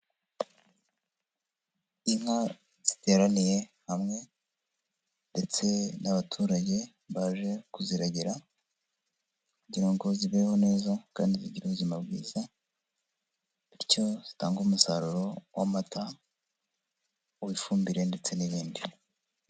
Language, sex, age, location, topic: Kinyarwanda, female, 25-35, Huye, agriculture